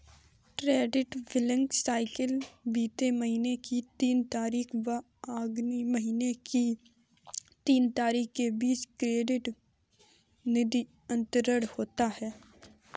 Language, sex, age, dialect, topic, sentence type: Hindi, female, 25-30, Kanauji Braj Bhasha, banking, statement